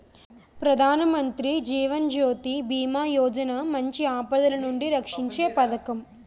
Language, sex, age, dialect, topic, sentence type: Telugu, female, 18-24, Utterandhra, banking, statement